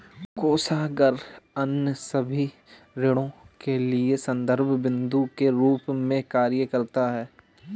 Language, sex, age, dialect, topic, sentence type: Hindi, male, 18-24, Awadhi Bundeli, banking, statement